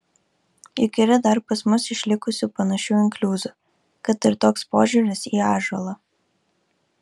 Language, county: Lithuanian, Kaunas